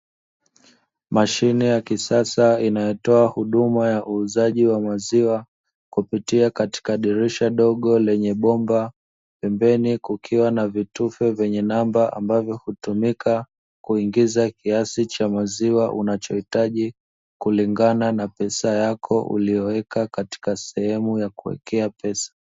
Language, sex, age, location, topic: Swahili, male, 25-35, Dar es Salaam, finance